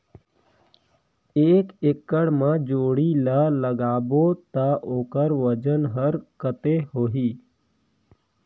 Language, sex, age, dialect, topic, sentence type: Chhattisgarhi, male, 18-24, Northern/Bhandar, agriculture, question